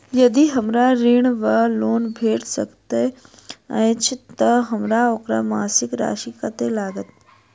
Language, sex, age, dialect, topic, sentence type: Maithili, female, 51-55, Southern/Standard, banking, question